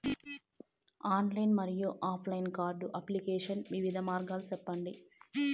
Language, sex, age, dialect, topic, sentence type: Telugu, female, 18-24, Southern, banking, question